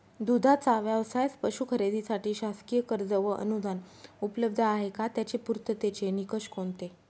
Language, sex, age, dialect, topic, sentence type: Marathi, female, 36-40, Northern Konkan, agriculture, question